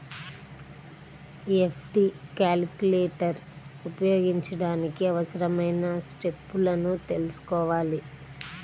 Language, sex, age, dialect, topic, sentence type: Telugu, female, 31-35, Central/Coastal, banking, statement